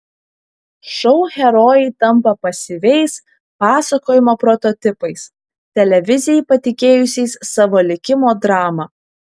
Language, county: Lithuanian, Kaunas